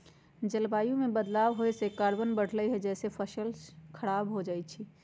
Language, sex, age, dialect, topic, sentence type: Magahi, female, 46-50, Western, agriculture, statement